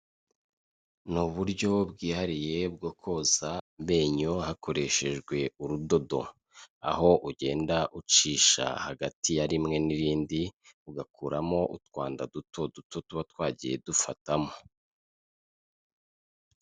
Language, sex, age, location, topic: Kinyarwanda, male, 25-35, Kigali, health